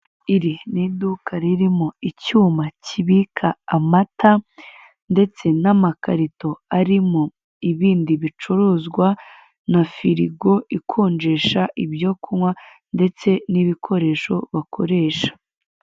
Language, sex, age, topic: Kinyarwanda, female, 18-24, finance